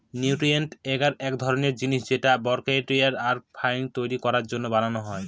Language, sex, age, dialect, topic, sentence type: Bengali, male, 18-24, Northern/Varendri, agriculture, statement